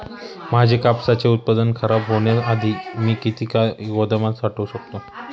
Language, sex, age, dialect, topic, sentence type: Marathi, male, 18-24, Standard Marathi, agriculture, question